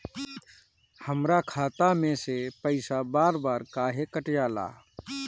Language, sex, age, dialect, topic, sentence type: Bhojpuri, male, 31-35, Northern, banking, question